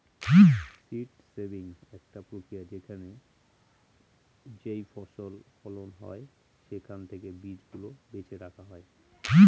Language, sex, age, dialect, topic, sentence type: Bengali, male, 31-35, Northern/Varendri, agriculture, statement